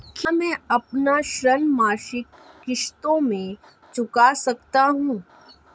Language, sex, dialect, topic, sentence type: Hindi, female, Marwari Dhudhari, banking, question